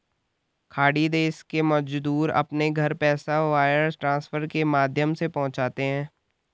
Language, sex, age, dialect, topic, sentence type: Hindi, male, 18-24, Garhwali, banking, statement